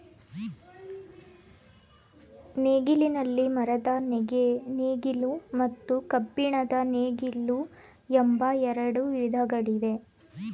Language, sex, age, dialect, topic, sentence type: Kannada, female, 18-24, Mysore Kannada, agriculture, statement